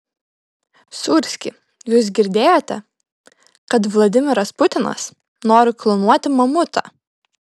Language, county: Lithuanian, Klaipėda